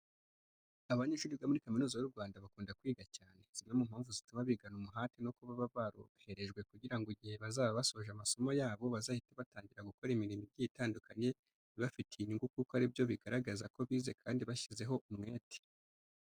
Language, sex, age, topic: Kinyarwanda, male, 25-35, education